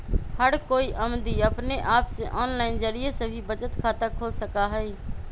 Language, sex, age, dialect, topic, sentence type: Magahi, female, 25-30, Western, banking, statement